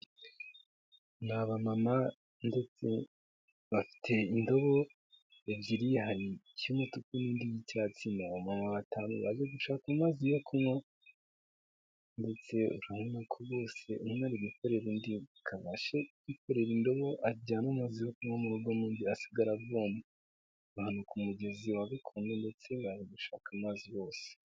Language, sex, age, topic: Kinyarwanda, male, 18-24, health